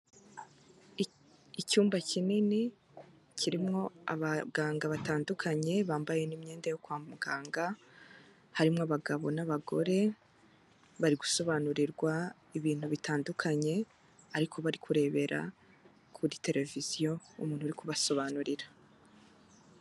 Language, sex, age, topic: Kinyarwanda, female, 25-35, health